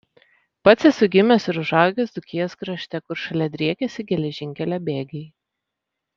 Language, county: Lithuanian, Vilnius